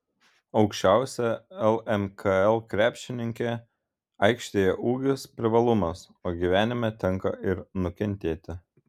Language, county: Lithuanian, Šiauliai